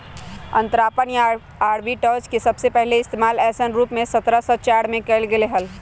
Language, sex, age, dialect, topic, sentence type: Magahi, male, 18-24, Western, banking, statement